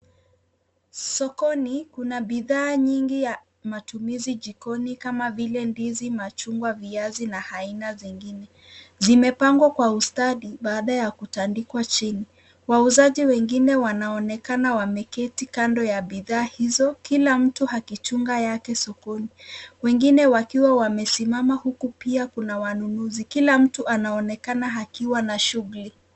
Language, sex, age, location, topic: Swahili, female, 25-35, Nakuru, finance